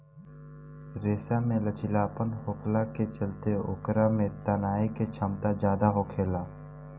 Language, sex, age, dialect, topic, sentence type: Bhojpuri, male, <18, Southern / Standard, agriculture, statement